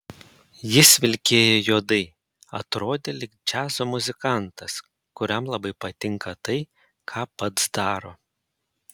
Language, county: Lithuanian, Panevėžys